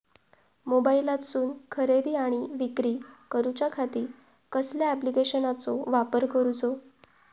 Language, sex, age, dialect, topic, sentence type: Marathi, female, 41-45, Southern Konkan, agriculture, question